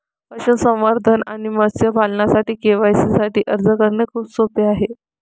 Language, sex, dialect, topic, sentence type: Marathi, female, Varhadi, agriculture, statement